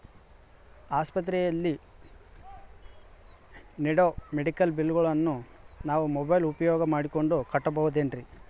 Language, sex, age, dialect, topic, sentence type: Kannada, male, 25-30, Central, banking, question